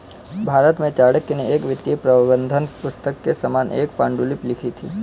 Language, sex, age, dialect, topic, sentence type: Hindi, male, 18-24, Kanauji Braj Bhasha, banking, statement